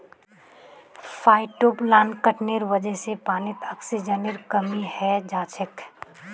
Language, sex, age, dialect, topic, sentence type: Magahi, female, 18-24, Northeastern/Surjapuri, agriculture, statement